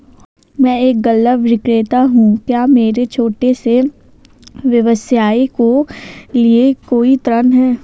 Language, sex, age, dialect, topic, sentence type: Hindi, female, 18-24, Awadhi Bundeli, banking, question